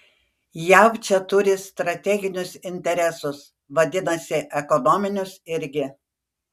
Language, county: Lithuanian, Panevėžys